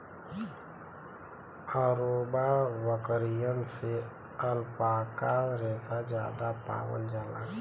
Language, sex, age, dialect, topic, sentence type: Bhojpuri, female, 31-35, Western, agriculture, statement